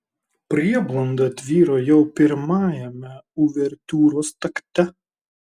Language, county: Lithuanian, Kaunas